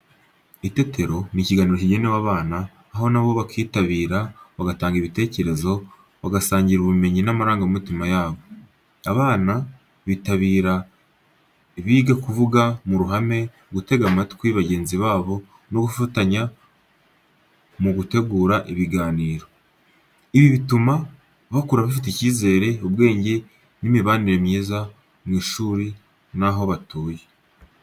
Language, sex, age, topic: Kinyarwanda, male, 18-24, education